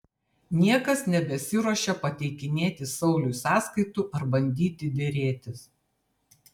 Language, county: Lithuanian, Vilnius